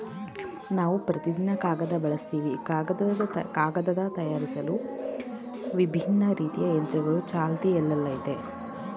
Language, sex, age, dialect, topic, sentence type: Kannada, female, 18-24, Mysore Kannada, agriculture, statement